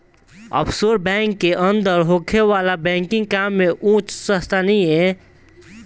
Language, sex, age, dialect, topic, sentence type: Bhojpuri, male, 18-24, Southern / Standard, banking, statement